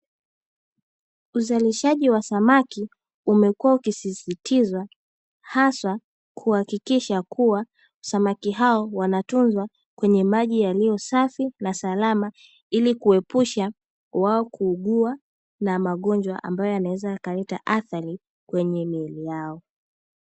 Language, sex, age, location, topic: Swahili, female, 18-24, Dar es Salaam, agriculture